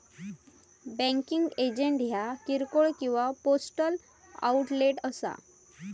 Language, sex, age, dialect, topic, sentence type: Marathi, female, 25-30, Southern Konkan, banking, statement